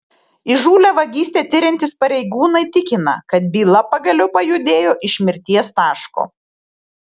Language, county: Lithuanian, Šiauliai